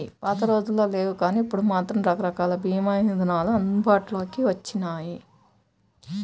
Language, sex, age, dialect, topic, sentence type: Telugu, female, 31-35, Central/Coastal, banking, statement